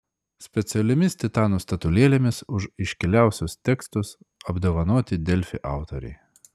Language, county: Lithuanian, Klaipėda